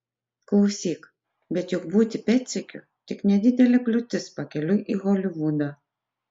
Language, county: Lithuanian, Utena